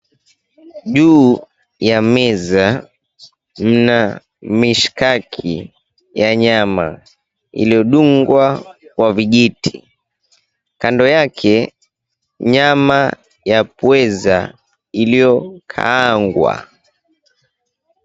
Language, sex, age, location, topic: Swahili, female, 18-24, Mombasa, agriculture